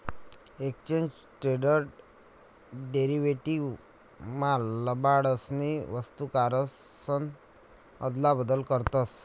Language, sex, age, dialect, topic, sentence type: Marathi, male, 31-35, Northern Konkan, banking, statement